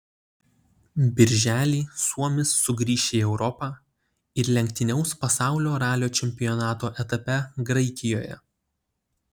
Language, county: Lithuanian, Utena